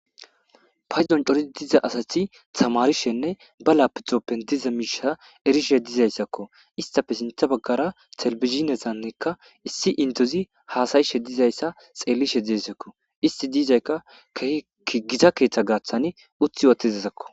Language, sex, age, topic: Gamo, male, 25-35, government